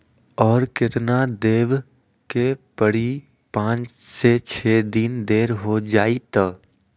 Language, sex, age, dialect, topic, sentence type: Magahi, male, 18-24, Western, banking, question